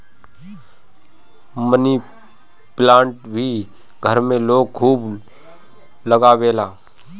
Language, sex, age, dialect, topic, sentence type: Bhojpuri, male, 25-30, Northern, agriculture, statement